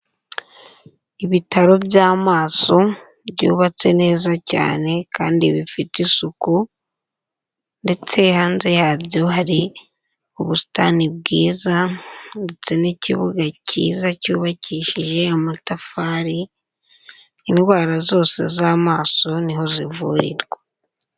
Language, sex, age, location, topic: Kinyarwanda, female, 18-24, Huye, health